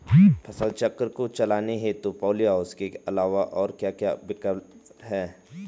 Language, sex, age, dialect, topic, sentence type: Hindi, male, 18-24, Garhwali, agriculture, question